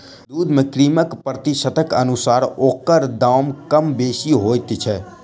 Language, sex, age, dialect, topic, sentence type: Maithili, male, 60-100, Southern/Standard, agriculture, statement